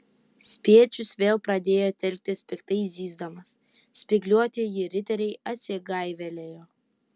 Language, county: Lithuanian, Utena